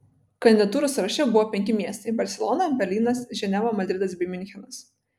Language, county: Lithuanian, Vilnius